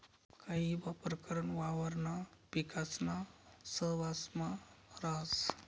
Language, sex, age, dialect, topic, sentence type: Marathi, male, 31-35, Northern Konkan, agriculture, statement